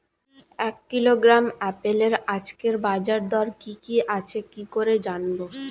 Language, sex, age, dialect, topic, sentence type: Bengali, female, 25-30, Standard Colloquial, agriculture, question